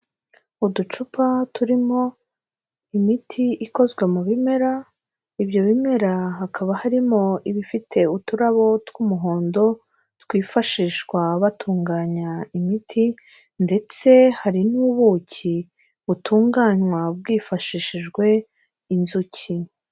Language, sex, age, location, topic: Kinyarwanda, female, 36-49, Kigali, health